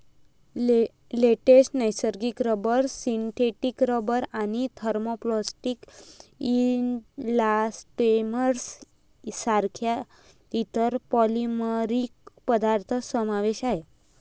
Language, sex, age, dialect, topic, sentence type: Marathi, female, 25-30, Varhadi, agriculture, statement